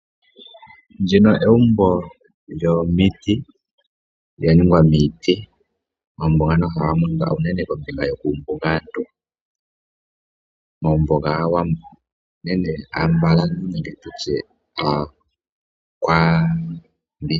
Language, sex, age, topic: Oshiwambo, male, 18-24, agriculture